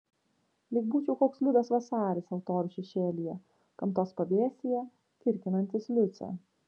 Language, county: Lithuanian, Vilnius